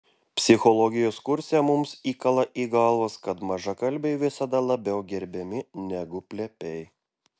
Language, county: Lithuanian, Klaipėda